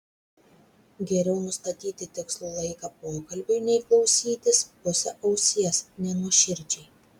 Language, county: Lithuanian, Vilnius